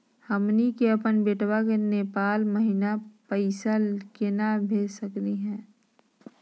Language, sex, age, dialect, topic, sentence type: Magahi, female, 51-55, Southern, banking, question